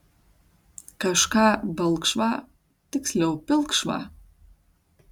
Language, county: Lithuanian, Tauragė